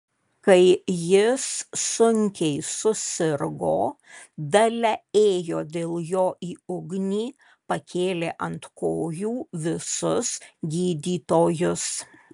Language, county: Lithuanian, Kaunas